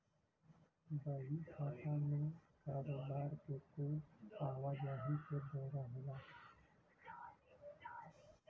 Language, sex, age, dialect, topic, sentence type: Bhojpuri, male, 31-35, Western, banking, statement